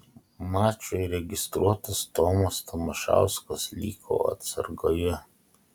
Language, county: Lithuanian, Utena